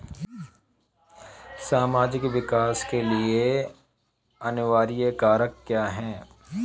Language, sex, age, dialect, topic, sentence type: Hindi, male, 31-35, Marwari Dhudhari, banking, question